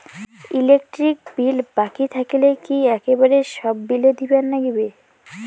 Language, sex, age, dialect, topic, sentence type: Bengali, female, 18-24, Rajbangshi, banking, question